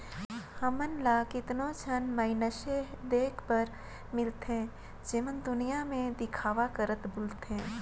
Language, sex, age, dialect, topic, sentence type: Chhattisgarhi, female, 25-30, Northern/Bhandar, banking, statement